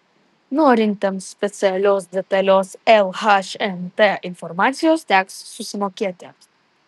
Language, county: Lithuanian, Alytus